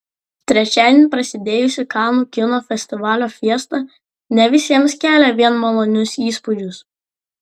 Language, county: Lithuanian, Klaipėda